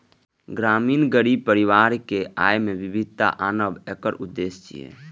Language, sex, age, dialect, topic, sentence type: Maithili, male, 18-24, Eastern / Thethi, banking, statement